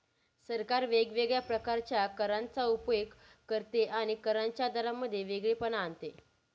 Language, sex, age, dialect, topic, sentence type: Marathi, female, 18-24, Northern Konkan, banking, statement